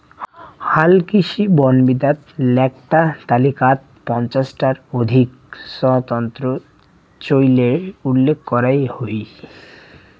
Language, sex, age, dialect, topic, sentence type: Bengali, male, 18-24, Rajbangshi, agriculture, statement